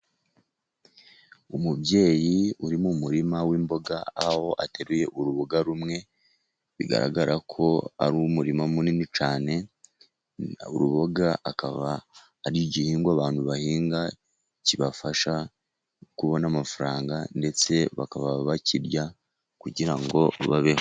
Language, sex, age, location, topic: Kinyarwanda, male, 50+, Musanze, agriculture